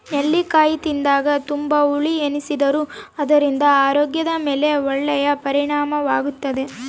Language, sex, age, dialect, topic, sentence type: Kannada, female, 18-24, Central, agriculture, statement